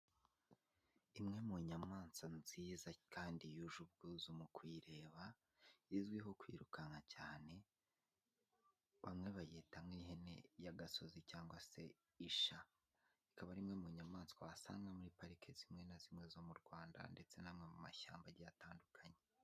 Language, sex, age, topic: Kinyarwanda, male, 18-24, agriculture